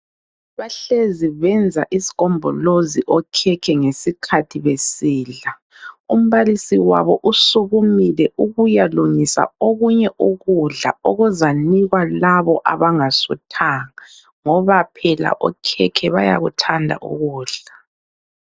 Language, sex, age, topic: North Ndebele, female, 25-35, education